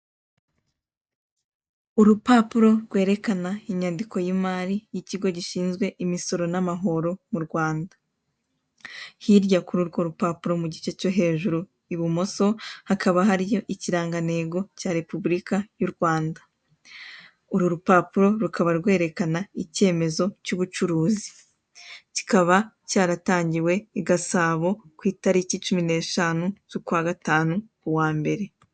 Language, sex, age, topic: Kinyarwanda, female, 18-24, finance